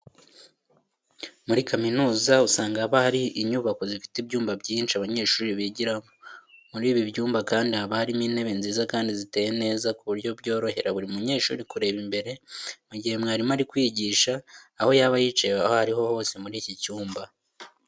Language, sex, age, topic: Kinyarwanda, male, 18-24, education